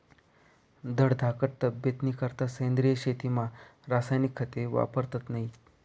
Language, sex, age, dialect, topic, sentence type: Marathi, male, 25-30, Northern Konkan, agriculture, statement